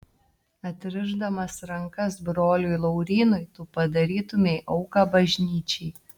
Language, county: Lithuanian, Telšiai